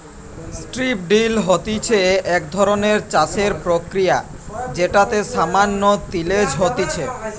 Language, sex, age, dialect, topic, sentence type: Bengali, male, 18-24, Western, agriculture, statement